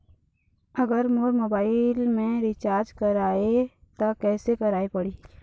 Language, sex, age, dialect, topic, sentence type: Chhattisgarhi, female, 31-35, Eastern, banking, question